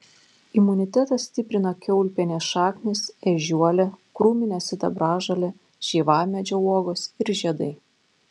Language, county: Lithuanian, Panevėžys